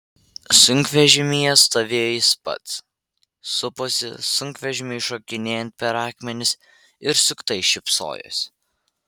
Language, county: Lithuanian, Vilnius